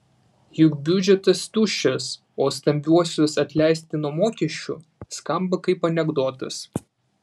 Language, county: Lithuanian, Vilnius